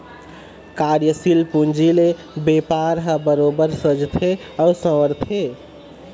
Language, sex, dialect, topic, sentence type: Chhattisgarhi, male, Eastern, banking, statement